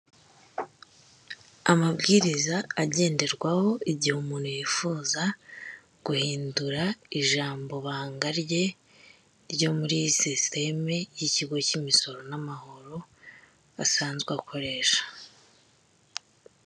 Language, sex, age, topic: Kinyarwanda, male, 36-49, government